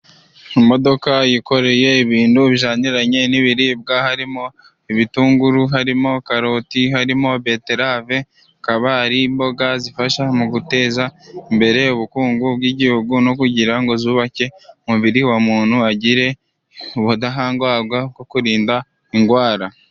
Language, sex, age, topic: Kinyarwanda, male, 25-35, government